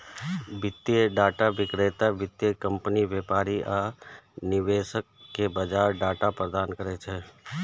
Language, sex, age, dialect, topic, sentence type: Maithili, male, 36-40, Eastern / Thethi, banking, statement